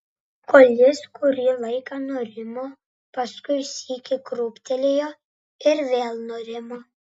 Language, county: Lithuanian, Vilnius